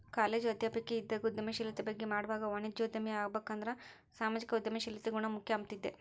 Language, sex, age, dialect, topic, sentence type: Kannada, male, 60-100, Central, banking, statement